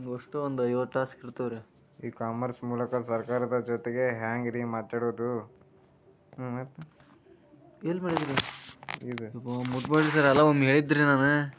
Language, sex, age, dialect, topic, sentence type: Kannada, male, 18-24, Dharwad Kannada, agriculture, question